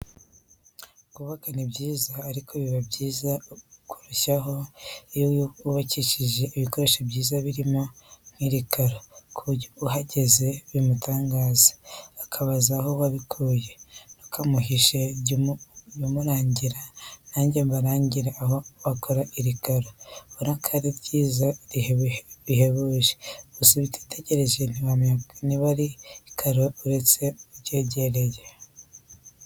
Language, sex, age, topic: Kinyarwanda, female, 36-49, education